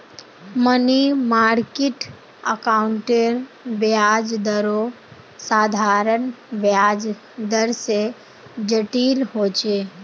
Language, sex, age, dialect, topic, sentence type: Magahi, female, 18-24, Northeastern/Surjapuri, banking, statement